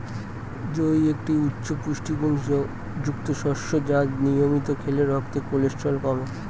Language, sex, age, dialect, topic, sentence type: Bengali, male, 25-30, Standard Colloquial, agriculture, statement